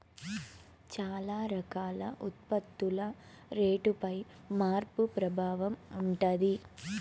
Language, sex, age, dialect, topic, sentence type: Telugu, female, 25-30, Southern, banking, statement